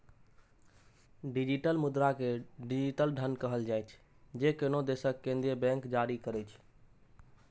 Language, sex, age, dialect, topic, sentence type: Maithili, male, 18-24, Eastern / Thethi, banking, statement